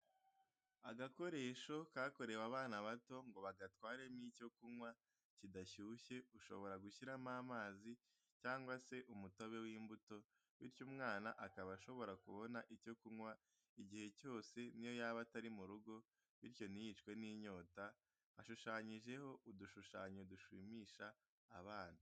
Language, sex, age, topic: Kinyarwanda, male, 18-24, education